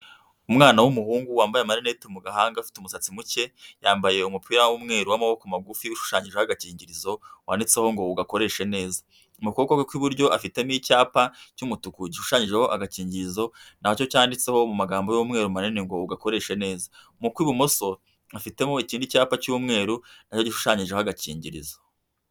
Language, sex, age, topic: Kinyarwanda, female, 50+, health